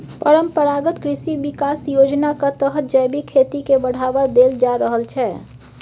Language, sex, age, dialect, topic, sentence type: Maithili, female, 18-24, Bajjika, agriculture, statement